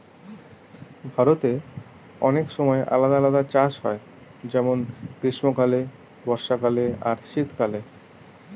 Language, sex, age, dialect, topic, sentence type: Bengali, male, 31-35, Northern/Varendri, agriculture, statement